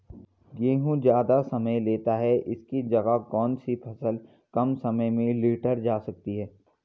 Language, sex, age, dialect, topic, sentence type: Hindi, male, 41-45, Garhwali, agriculture, question